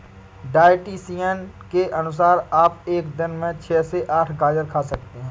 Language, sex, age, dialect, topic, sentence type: Hindi, male, 56-60, Awadhi Bundeli, agriculture, statement